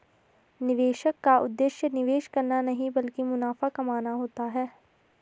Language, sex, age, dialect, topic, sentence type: Hindi, female, 18-24, Garhwali, banking, statement